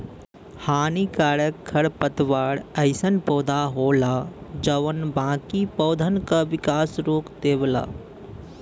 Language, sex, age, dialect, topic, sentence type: Bhojpuri, male, 18-24, Western, agriculture, statement